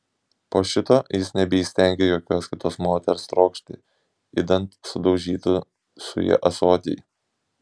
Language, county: Lithuanian, Šiauliai